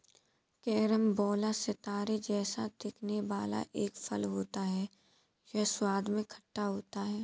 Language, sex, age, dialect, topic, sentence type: Hindi, male, 18-24, Kanauji Braj Bhasha, agriculture, statement